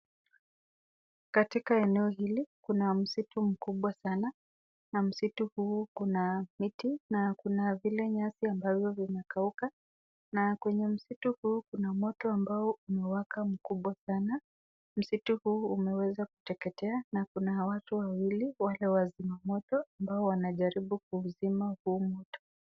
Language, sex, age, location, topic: Swahili, female, 36-49, Nakuru, health